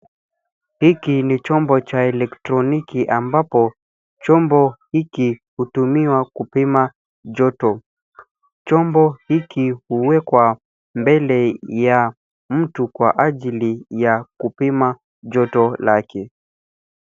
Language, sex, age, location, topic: Swahili, male, 25-35, Nairobi, health